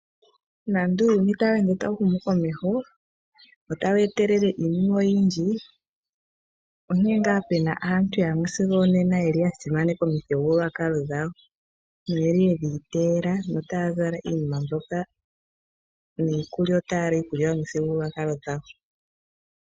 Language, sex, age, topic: Oshiwambo, female, 25-35, agriculture